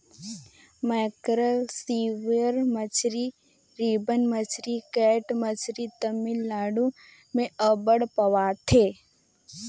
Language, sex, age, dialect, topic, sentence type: Chhattisgarhi, female, 18-24, Northern/Bhandar, agriculture, statement